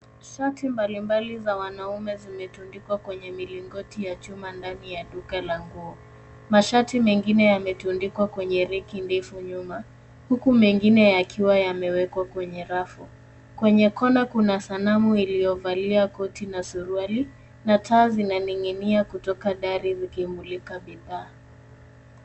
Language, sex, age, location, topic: Swahili, female, 25-35, Nairobi, finance